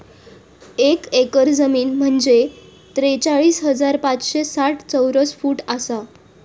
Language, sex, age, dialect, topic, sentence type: Marathi, female, 18-24, Southern Konkan, agriculture, statement